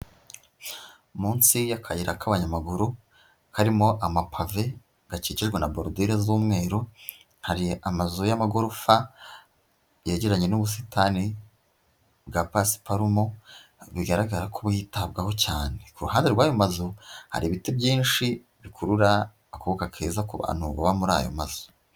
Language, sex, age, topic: Kinyarwanda, female, 25-35, education